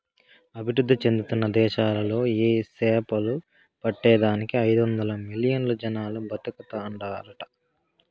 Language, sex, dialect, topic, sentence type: Telugu, male, Southern, agriculture, statement